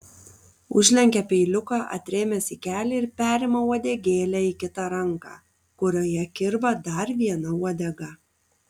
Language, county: Lithuanian, Kaunas